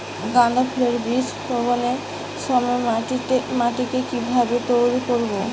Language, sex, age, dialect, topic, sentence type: Bengali, female, 18-24, Rajbangshi, agriculture, question